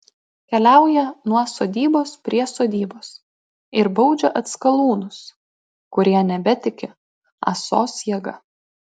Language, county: Lithuanian, Klaipėda